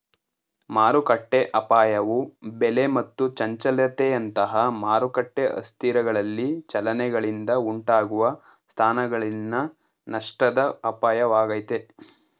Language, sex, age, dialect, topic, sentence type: Kannada, male, 18-24, Mysore Kannada, banking, statement